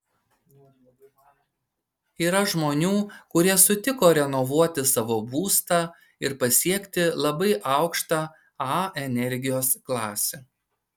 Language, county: Lithuanian, Šiauliai